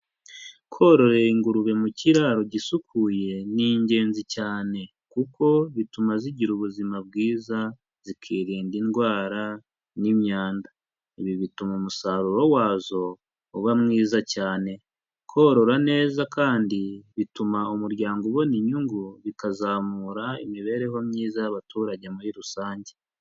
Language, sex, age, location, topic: Kinyarwanda, male, 25-35, Huye, agriculture